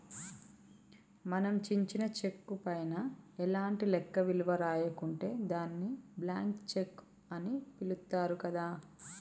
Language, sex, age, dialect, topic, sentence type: Telugu, female, 31-35, Telangana, banking, statement